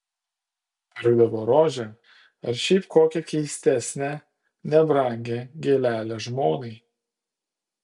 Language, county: Lithuanian, Utena